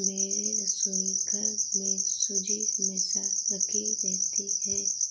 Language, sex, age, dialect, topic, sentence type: Hindi, female, 46-50, Awadhi Bundeli, agriculture, statement